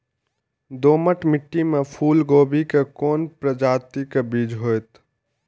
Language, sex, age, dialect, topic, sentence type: Maithili, male, 18-24, Eastern / Thethi, agriculture, question